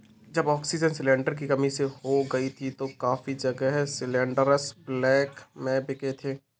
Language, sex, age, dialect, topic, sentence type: Hindi, male, 18-24, Kanauji Braj Bhasha, banking, statement